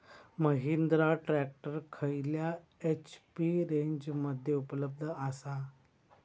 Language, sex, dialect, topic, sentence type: Marathi, male, Southern Konkan, agriculture, question